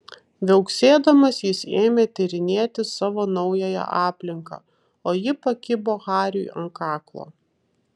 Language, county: Lithuanian, Vilnius